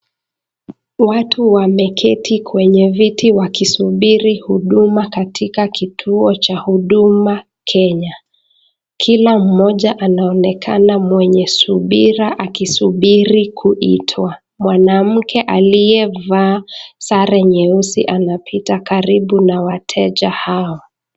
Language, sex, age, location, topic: Swahili, female, 25-35, Nakuru, government